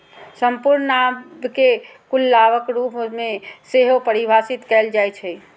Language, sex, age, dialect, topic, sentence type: Maithili, female, 60-100, Eastern / Thethi, banking, statement